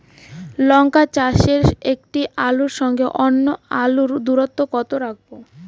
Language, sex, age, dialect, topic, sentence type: Bengali, female, 18-24, Rajbangshi, agriculture, question